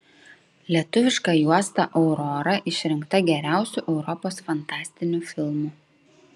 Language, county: Lithuanian, Klaipėda